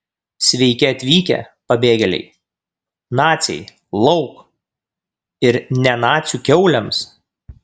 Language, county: Lithuanian, Kaunas